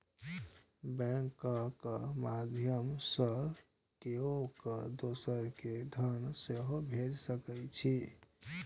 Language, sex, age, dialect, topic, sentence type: Maithili, male, 25-30, Eastern / Thethi, banking, statement